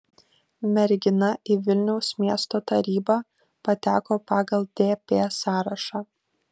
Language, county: Lithuanian, Kaunas